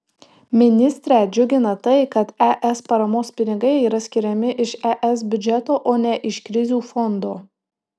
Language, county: Lithuanian, Tauragė